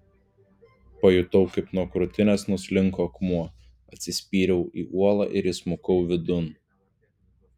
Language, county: Lithuanian, Klaipėda